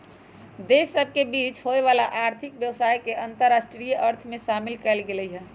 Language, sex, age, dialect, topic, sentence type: Magahi, female, 25-30, Western, banking, statement